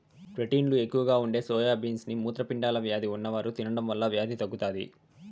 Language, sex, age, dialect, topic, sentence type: Telugu, male, 18-24, Southern, agriculture, statement